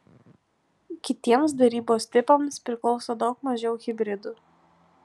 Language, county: Lithuanian, Panevėžys